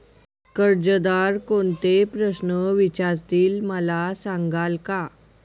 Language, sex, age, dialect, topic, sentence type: Marathi, male, 18-24, Northern Konkan, banking, question